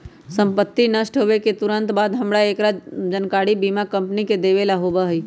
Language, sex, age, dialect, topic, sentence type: Magahi, male, 31-35, Western, banking, statement